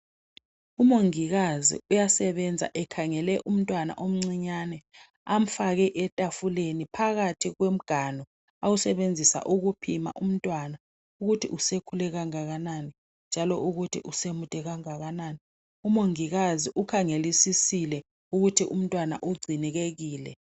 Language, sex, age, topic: North Ndebele, male, 36-49, health